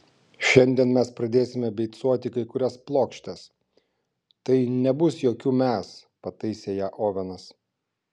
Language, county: Lithuanian, Klaipėda